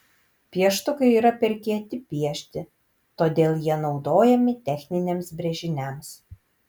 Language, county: Lithuanian, Kaunas